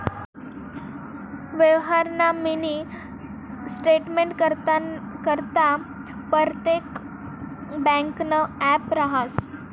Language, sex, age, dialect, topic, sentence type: Marathi, female, 18-24, Northern Konkan, banking, statement